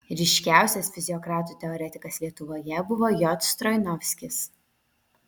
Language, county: Lithuanian, Vilnius